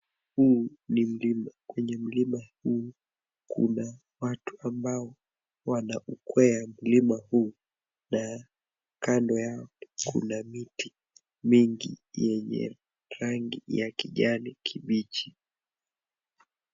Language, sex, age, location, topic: Swahili, male, 18-24, Nairobi, agriculture